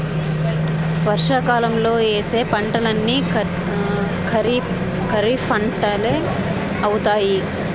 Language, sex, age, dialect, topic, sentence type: Telugu, female, 25-30, Utterandhra, agriculture, statement